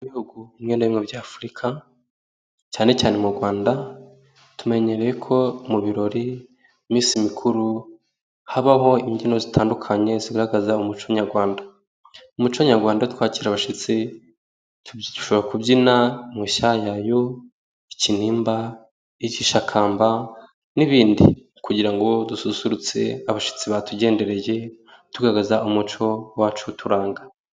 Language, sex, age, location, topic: Kinyarwanda, male, 18-24, Nyagatare, government